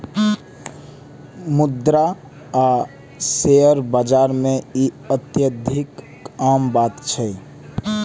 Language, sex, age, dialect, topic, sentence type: Maithili, male, 18-24, Eastern / Thethi, banking, statement